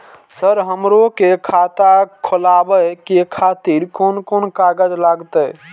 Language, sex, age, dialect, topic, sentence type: Maithili, male, 18-24, Eastern / Thethi, banking, question